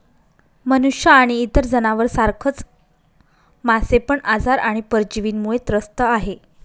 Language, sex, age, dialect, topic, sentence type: Marathi, female, 25-30, Northern Konkan, agriculture, statement